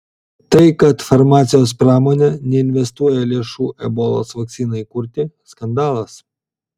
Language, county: Lithuanian, Vilnius